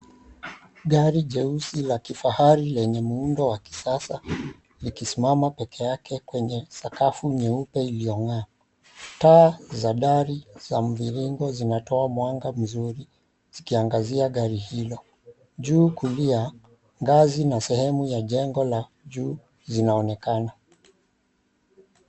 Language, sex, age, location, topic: Swahili, male, 36-49, Mombasa, finance